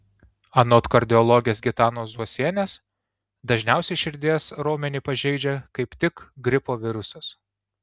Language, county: Lithuanian, Tauragė